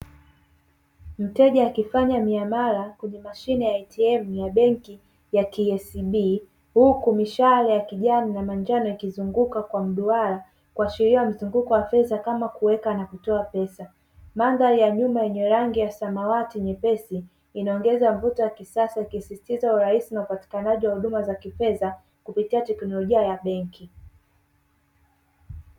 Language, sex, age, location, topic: Swahili, male, 18-24, Dar es Salaam, finance